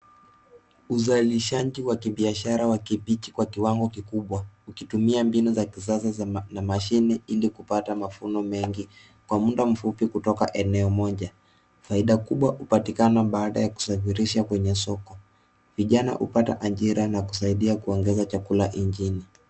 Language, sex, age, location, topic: Swahili, male, 18-24, Nairobi, agriculture